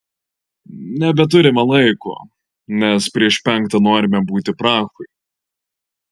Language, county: Lithuanian, Marijampolė